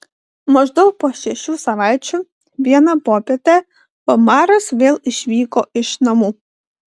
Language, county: Lithuanian, Panevėžys